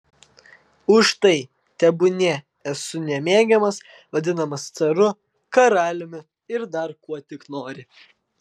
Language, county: Lithuanian, Vilnius